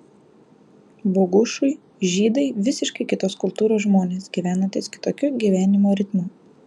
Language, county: Lithuanian, Alytus